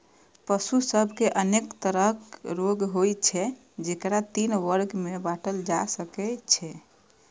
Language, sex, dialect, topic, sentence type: Maithili, female, Eastern / Thethi, agriculture, statement